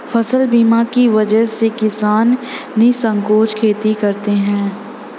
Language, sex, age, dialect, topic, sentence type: Hindi, female, 18-24, Hindustani Malvi Khadi Boli, banking, statement